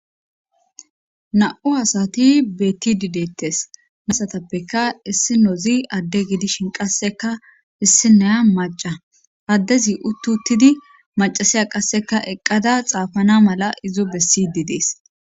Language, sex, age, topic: Gamo, female, 25-35, government